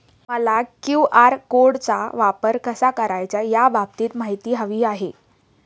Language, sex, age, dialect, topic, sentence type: Marathi, female, 18-24, Standard Marathi, banking, question